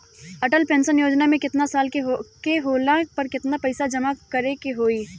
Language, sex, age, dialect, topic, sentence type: Bhojpuri, female, 25-30, Southern / Standard, banking, question